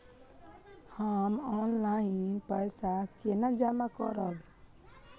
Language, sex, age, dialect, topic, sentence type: Maithili, female, 25-30, Eastern / Thethi, banking, question